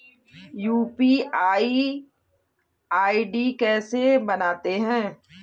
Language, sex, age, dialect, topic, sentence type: Hindi, female, 36-40, Kanauji Braj Bhasha, banking, question